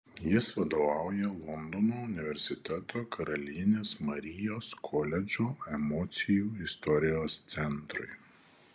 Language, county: Lithuanian, Šiauliai